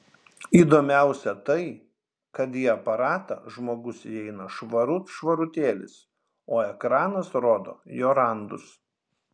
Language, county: Lithuanian, Šiauliai